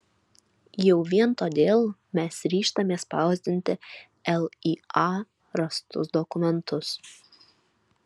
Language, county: Lithuanian, Alytus